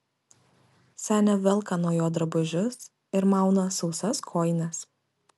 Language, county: Lithuanian, Kaunas